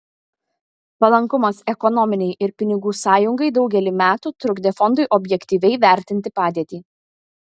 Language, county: Lithuanian, Kaunas